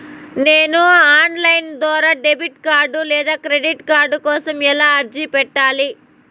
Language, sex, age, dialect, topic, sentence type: Telugu, female, 18-24, Southern, banking, question